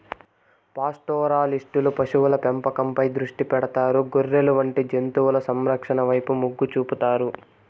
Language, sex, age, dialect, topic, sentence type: Telugu, male, 18-24, Southern, agriculture, statement